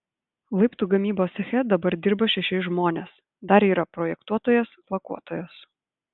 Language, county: Lithuanian, Utena